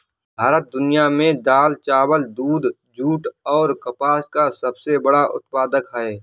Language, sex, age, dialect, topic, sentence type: Hindi, male, 25-30, Awadhi Bundeli, agriculture, statement